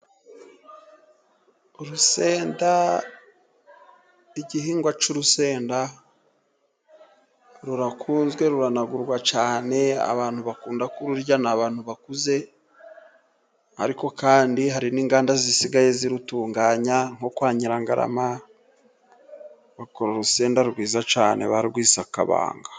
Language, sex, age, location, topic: Kinyarwanda, male, 36-49, Musanze, agriculture